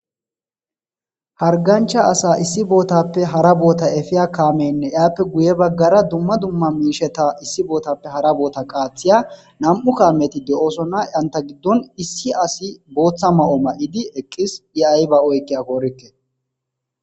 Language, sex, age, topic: Gamo, male, 25-35, agriculture